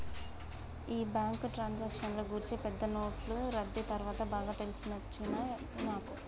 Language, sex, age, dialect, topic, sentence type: Telugu, female, 31-35, Telangana, banking, statement